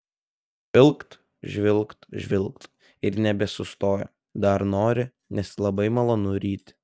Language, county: Lithuanian, Telšiai